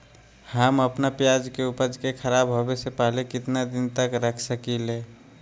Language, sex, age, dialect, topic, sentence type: Magahi, male, 25-30, Western, agriculture, question